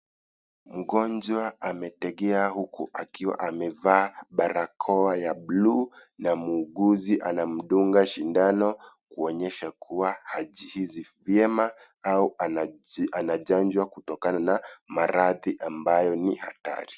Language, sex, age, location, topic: Swahili, male, 25-35, Kisii, health